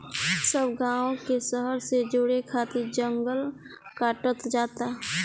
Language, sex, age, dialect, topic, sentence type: Bhojpuri, female, 18-24, Southern / Standard, agriculture, statement